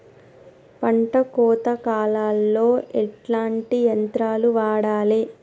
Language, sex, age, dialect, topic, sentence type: Telugu, female, 31-35, Telangana, agriculture, question